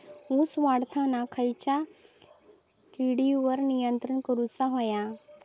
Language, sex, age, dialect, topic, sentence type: Marathi, female, 18-24, Southern Konkan, agriculture, question